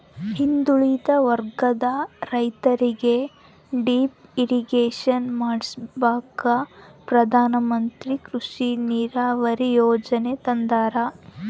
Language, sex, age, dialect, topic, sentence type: Kannada, female, 18-24, Central, agriculture, statement